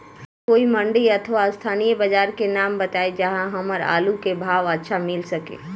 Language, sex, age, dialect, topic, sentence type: Bhojpuri, female, 18-24, Southern / Standard, agriculture, question